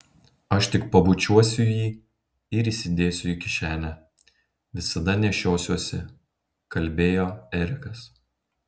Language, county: Lithuanian, Panevėžys